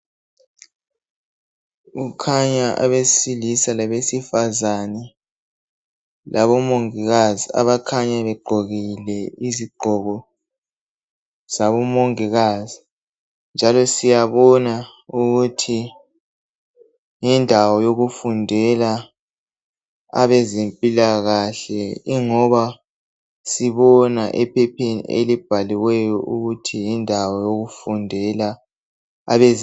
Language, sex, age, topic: North Ndebele, male, 18-24, health